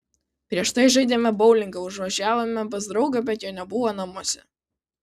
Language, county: Lithuanian, Kaunas